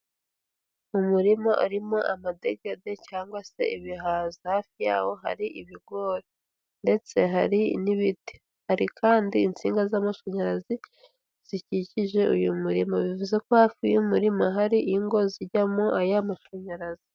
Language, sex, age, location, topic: Kinyarwanda, female, 18-24, Huye, agriculture